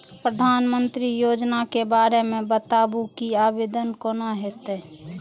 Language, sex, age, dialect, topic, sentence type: Maithili, female, 36-40, Eastern / Thethi, banking, question